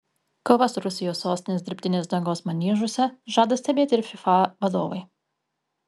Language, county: Lithuanian, Kaunas